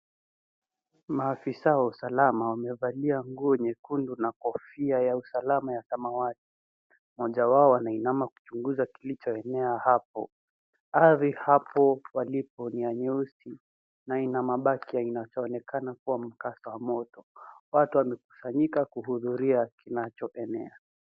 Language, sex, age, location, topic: Swahili, male, 18-24, Nairobi, health